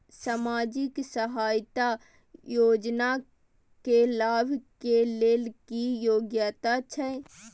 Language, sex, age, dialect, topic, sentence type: Maithili, female, 18-24, Bajjika, banking, question